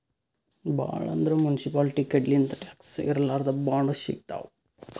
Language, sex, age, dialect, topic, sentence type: Kannada, male, 18-24, Northeastern, banking, statement